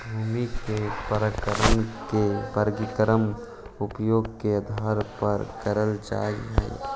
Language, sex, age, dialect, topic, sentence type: Magahi, male, 18-24, Central/Standard, agriculture, statement